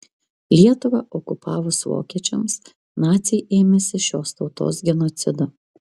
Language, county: Lithuanian, Vilnius